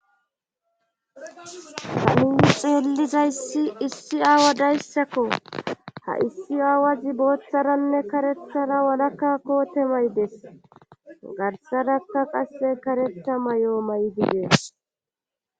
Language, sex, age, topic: Gamo, female, 25-35, government